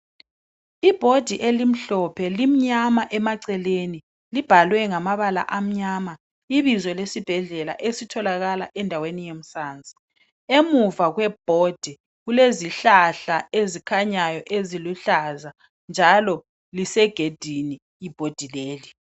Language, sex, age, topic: North Ndebele, male, 36-49, health